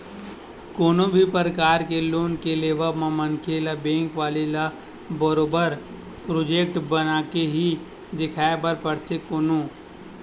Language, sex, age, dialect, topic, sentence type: Chhattisgarhi, male, 18-24, Western/Budati/Khatahi, banking, statement